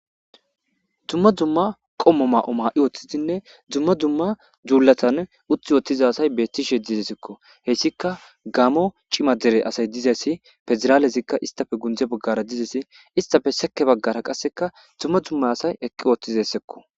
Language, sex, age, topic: Gamo, male, 25-35, government